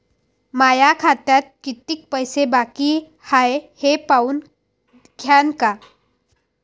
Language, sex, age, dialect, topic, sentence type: Marathi, female, 18-24, Varhadi, banking, question